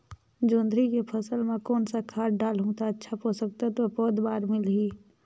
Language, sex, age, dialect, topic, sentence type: Chhattisgarhi, female, 18-24, Northern/Bhandar, agriculture, question